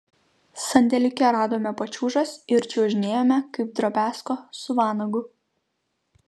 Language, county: Lithuanian, Kaunas